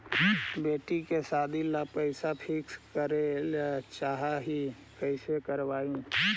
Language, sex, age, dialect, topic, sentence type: Magahi, male, 36-40, Central/Standard, banking, question